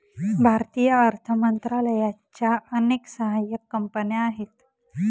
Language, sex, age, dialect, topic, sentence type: Marathi, female, 56-60, Northern Konkan, banking, statement